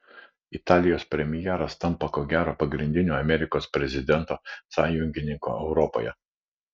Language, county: Lithuanian, Vilnius